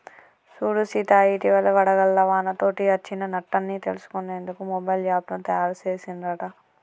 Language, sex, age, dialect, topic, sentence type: Telugu, female, 25-30, Telangana, agriculture, statement